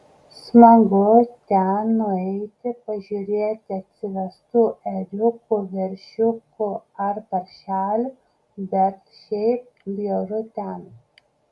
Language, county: Lithuanian, Kaunas